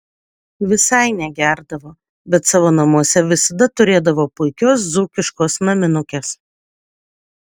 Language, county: Lithuanian, Utena